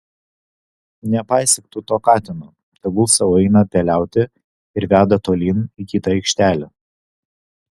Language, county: Lithuanian, Vilnius